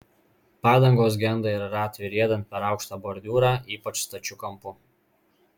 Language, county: Lithuanian, Marijampolė